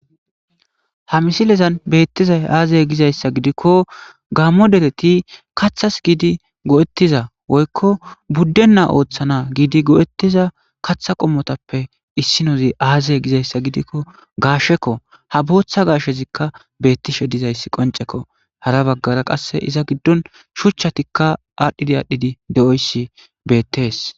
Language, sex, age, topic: Gamo, male, 25-35, agriculture